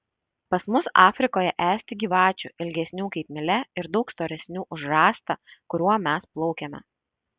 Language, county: Lithuanian, Šiauliai